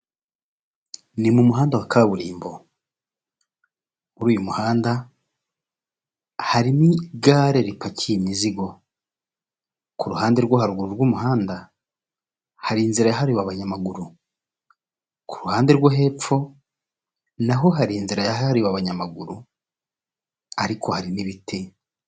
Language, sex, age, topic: Kinyarwanda, male, 36-49, government